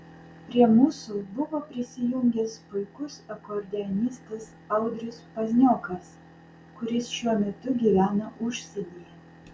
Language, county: Lithuanian, Vilnius